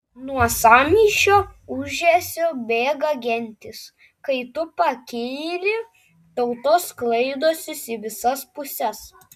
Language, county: Lithuanian, Klaipėda